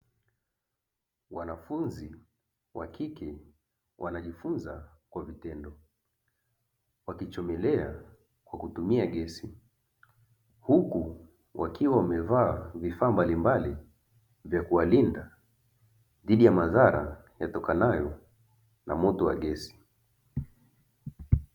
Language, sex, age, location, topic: Swahili, male, 25-35, Dar es Salaam, education